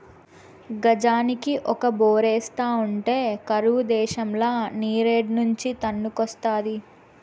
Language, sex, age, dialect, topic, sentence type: Telugu, female, 18-24, Southern, agriculture, statement